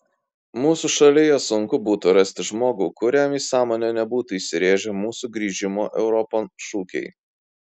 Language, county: Lithuanian, Kaunas